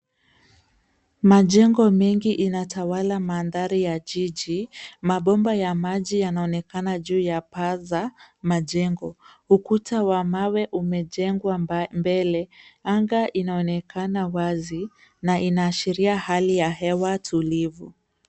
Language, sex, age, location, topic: Swahili, female, 25-35, Nairobi, government